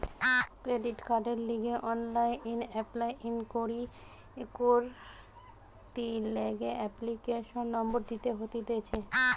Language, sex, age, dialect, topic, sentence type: Bengali, female, 18-24, Western, banking, statement